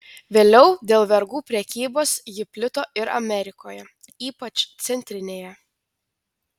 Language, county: Lithuanian, Telšiai